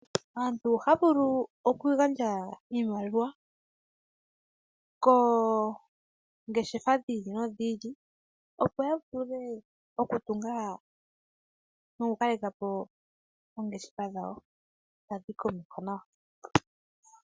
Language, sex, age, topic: Oshiwambo, female, 18-24, finance